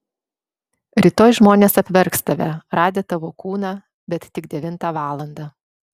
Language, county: Lithuanian, Vilnius